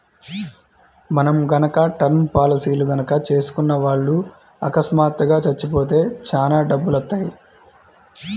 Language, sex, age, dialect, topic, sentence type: Telugu, male, 25-30, Central/Coastal, banking, statement